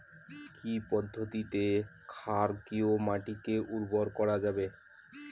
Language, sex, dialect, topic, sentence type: Bengali, male, Northern/Varendri, agriculture, question